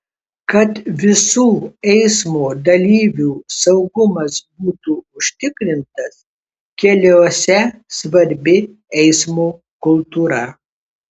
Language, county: Lithuanian, Kaunas